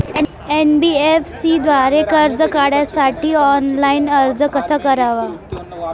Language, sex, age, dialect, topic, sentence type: Marathi, female, 18-24, Standard Marathi, banking, question